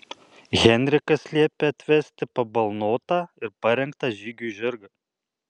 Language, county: Lithuanian, Alytus